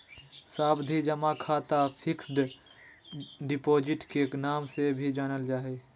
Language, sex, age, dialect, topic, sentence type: Magahi, male, 41-45, Southern, banking, statement